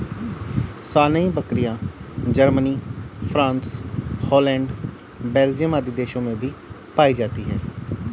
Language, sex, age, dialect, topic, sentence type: Hindi, male, 31-35, Hindustani Malvi Khadi Boli, agriculture, statement